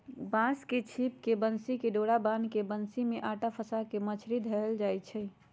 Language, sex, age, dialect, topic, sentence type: Magahi, male, 36-40, Western, agriculture, statement